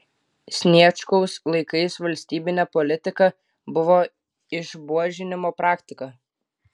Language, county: Lithuanian, Klaipėda